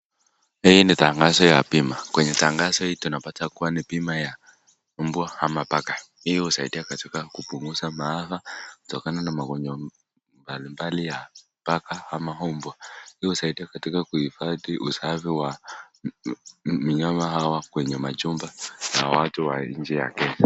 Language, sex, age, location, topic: Swahili, male, 18-24, Nakuru, finance